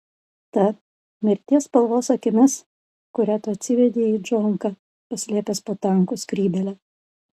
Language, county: Lithuanian, Panevėžys